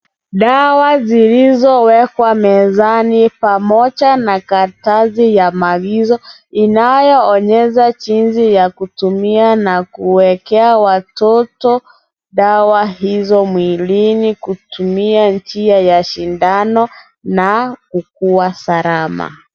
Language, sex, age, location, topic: Swahili, female, 25-35, Kisii, health